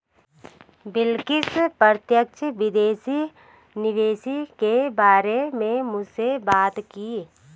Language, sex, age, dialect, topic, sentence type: Hindi, female, 31-35, Garhwali, banking, statement